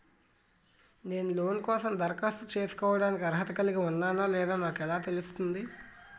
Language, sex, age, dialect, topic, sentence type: Telugu, male, 18-24, Utterandhra, banking, statement